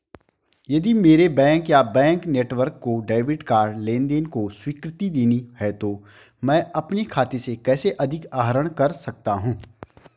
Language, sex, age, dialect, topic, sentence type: Hindi, male, 25-30, Hindustani Malvi Khadi Boli, banking, question